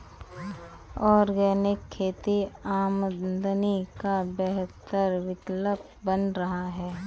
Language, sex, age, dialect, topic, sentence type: Hindi, female, 25-30, Kanauji Braj Bhasha, agriculture, statement